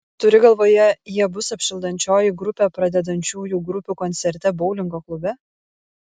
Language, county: Lithuanian, Kaunas